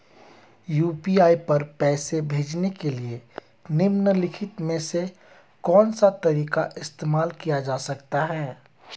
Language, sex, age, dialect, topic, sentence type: Hindi, male, 31-35, Hindustani Malvi Khadi Boli, banking, question